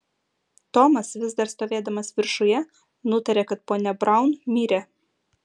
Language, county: Lithuanian, Utena